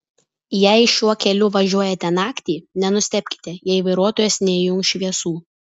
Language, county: Lithuanian, Vilnius